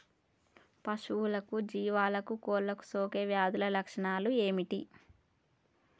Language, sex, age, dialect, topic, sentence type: Telugu, female, 41-45, Telangana, agriculture, question